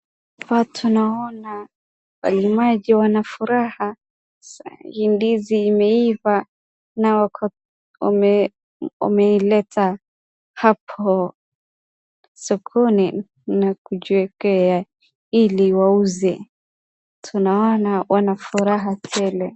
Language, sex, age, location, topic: Swahili, female, 36-49, Wajir, agriculture